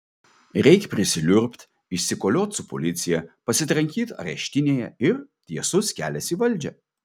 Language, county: Lithuanian, Vilnius